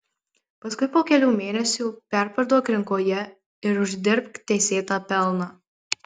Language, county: Lithuanian, Marijampolė